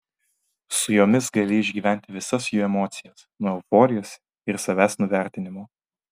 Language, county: Lithuanian, Vilnius